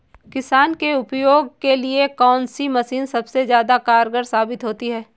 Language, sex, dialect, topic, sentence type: Hindi, female, Kanauji Braj Bhasha, agriculture, question